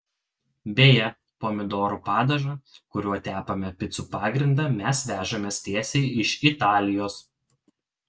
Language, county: Lithuanian, Telšiai